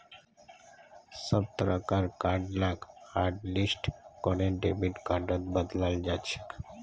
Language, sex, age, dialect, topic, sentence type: Magahi, male, 25-30, Northeastern/Surjapuri, banking, statement